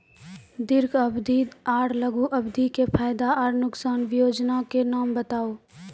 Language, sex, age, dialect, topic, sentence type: Maithili, female, 18-24, Angika, banking, question